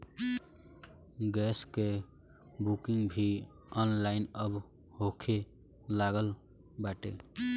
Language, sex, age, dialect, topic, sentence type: Bhojpuri, male, 18-24, Northern, banking, statement